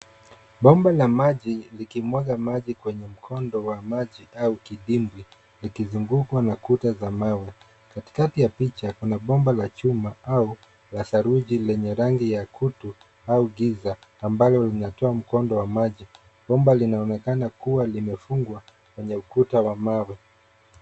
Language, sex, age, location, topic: Swahili, male, 25-35, Nairobi, government